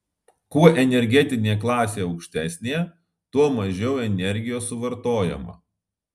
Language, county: Lithuanian, Alytus